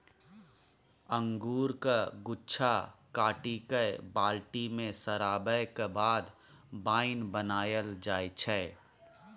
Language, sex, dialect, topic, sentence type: Maithili, male, Bajjika, agriculture, statement